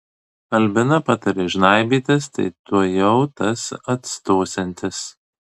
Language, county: Lithuanian, Vilnius